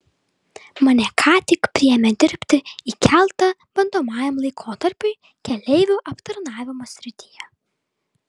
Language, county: Lithuanian, Vilnius